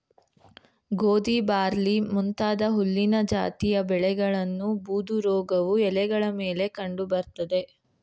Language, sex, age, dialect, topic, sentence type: Kannada, female, 18-24, Mysore Kannada, agriculture, statement